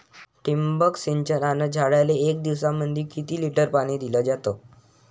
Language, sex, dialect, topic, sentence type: Marathi, male, Varhadi, agriculture, question